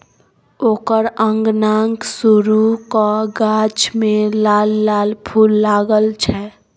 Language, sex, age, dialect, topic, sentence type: Maithili, female, 18-24, Bajjika, agriculture, statement